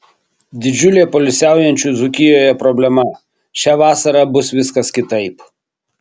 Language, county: Lithuanian, Kaunas